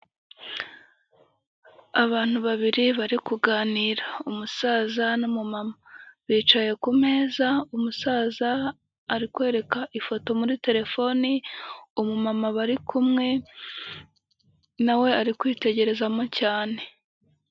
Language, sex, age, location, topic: Kinyarwanda, female, 18-24, Huye, health